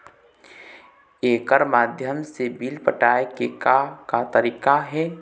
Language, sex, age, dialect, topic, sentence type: Chhattisgarhi, male, 18-24, Eastern, banking, question